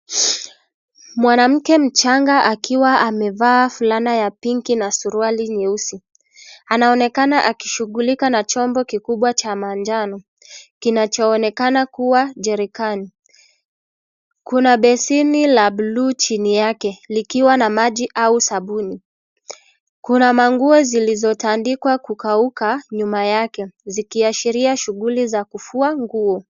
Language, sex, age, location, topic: Swahili, male, 25-35, Kisii, health